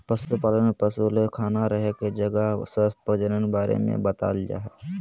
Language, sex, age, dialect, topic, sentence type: Magahi, male, 25-30, Southern, agriculture, statement